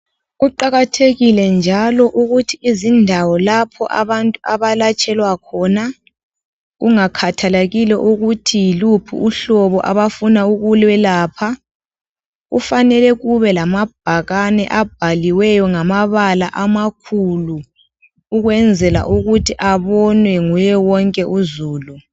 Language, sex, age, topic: North Ndebele, female, 25-35, health